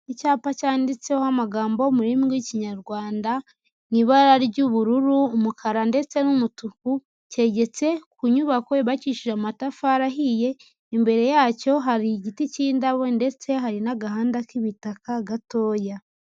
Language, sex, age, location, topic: Kinyarwanda, female, 18-24, Huye, education